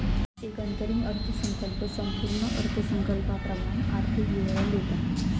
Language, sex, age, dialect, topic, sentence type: Marathi, female, 25-30, Southern Konkan, banking, statement